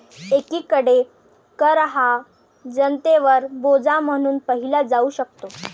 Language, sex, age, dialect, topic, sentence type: Marathi, female, 18-24, Varhadi, banking, statement